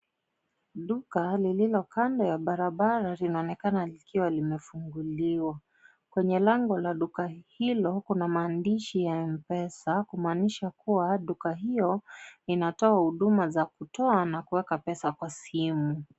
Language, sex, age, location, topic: Swahili, female, 18-24, Kisii, finance